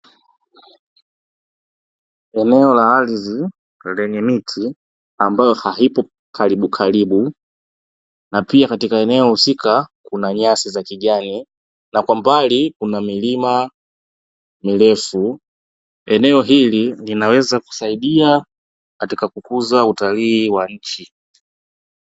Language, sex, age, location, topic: Swahili, male, 18-24, Dar es Salaam, agriculture